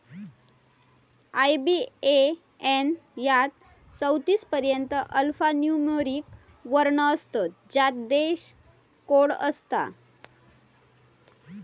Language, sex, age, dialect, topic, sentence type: Marathi, female, 25-30, Southern Konkan, banking, statement